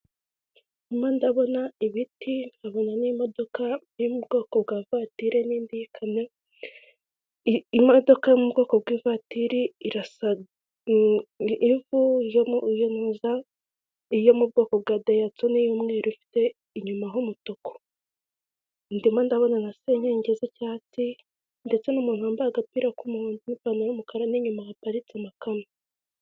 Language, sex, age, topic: Kinyarwanda, female, 18-24, government